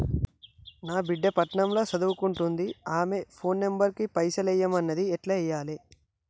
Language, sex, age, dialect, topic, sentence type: Telugu, male, 18-24, Telangana, banking, question